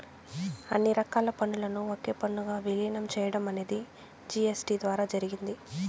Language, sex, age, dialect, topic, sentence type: Telugu, female, 18-24, Southern, banking, statement